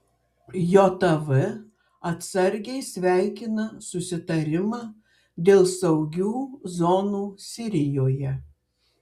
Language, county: Lithuanian, Klaipėda